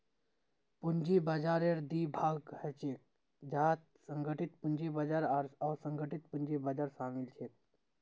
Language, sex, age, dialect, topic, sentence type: Magahi, male, 18-24, Northeastern/Surjapuri, banking, statement